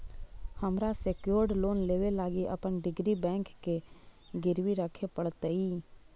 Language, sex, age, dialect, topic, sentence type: Magahi, female, 18-24, Central/Standard, banking, statement